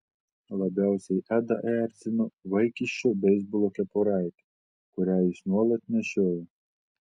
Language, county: Lithuanian, Telšiai